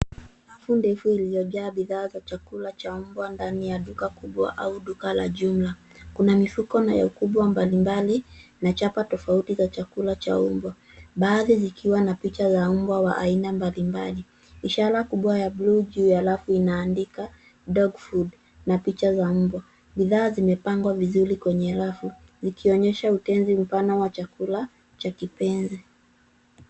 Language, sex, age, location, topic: Swahili, female, 18-24, Nairobi, finance